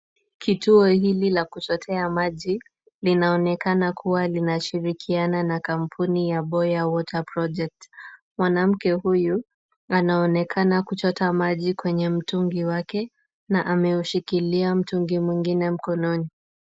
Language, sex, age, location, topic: Swahili, female, 18-24, Kisumu, health